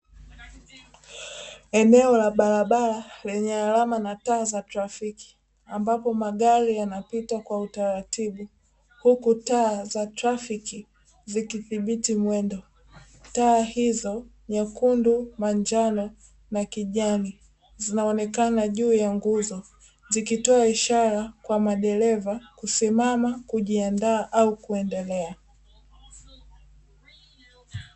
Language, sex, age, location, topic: Swahili, female, 18-24, Dar es Salaam, government